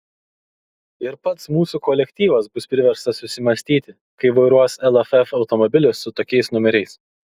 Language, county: Lithuanian, Kaunas